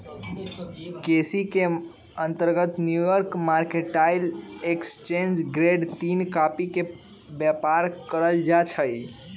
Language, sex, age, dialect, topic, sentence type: Magahi, male, 18-24, Western, agriculture, statement